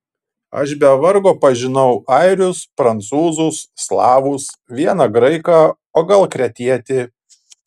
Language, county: Lithuanian, Panevėžys